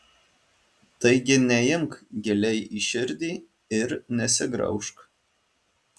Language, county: Lithuanian, Alytus